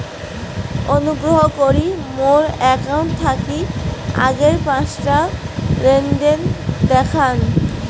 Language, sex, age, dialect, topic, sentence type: Bengali, female, 18-24, Rajbangshi, banking, statement